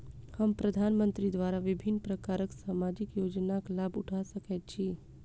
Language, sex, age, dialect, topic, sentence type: Maithili, female, 25-30, Southern/Standard, banking, question